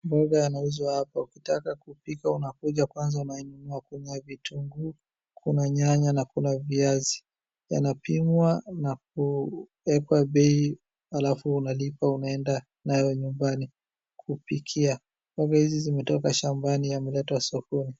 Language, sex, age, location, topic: Swahili, male, 36-49, Wajir, finance